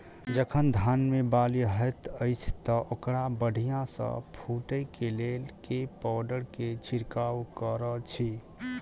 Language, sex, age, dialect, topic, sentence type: Maithili, male, 25-30, Southern/Standard, agriculture, question